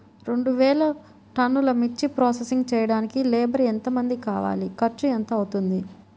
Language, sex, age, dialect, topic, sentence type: Telugu, female, 31-35, Central/Coastal, agriculture, question